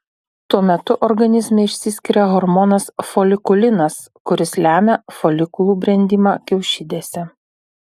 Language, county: Lithuanian, Utena